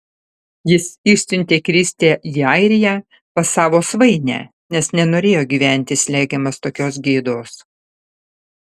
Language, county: Lithuanian, Panevėžys